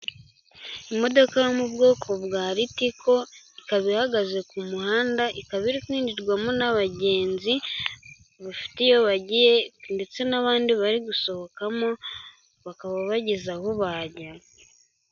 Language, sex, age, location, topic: Kinyarwanda, female, 18-24, Gakenke, government